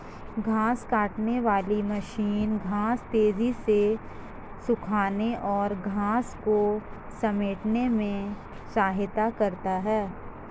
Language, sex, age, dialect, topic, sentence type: Hindi, female, 18-24, Marwari Dhudhari, agriculture, statement